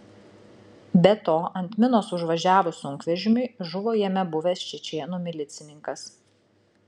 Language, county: Lithuanian, Šiauliai